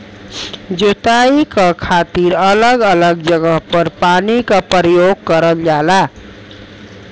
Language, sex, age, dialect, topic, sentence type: Bhojpuri, female, 41-45, Western, agriculture, statement